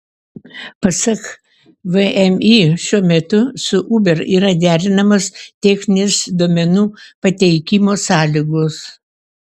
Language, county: Lithuanian, Vilnius